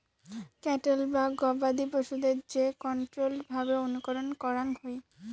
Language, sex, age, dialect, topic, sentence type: Bengali, female, <18, Rajbangshi, agriculture, statement